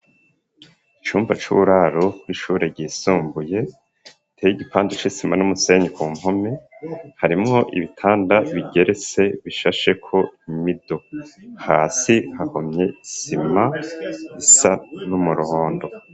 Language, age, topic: Rundi, 50+, education